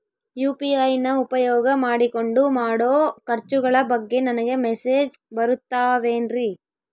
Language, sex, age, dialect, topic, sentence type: Kannada, female, 18-24, Central, banking, question